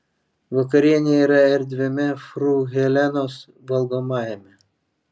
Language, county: Lithuanian, Vilnius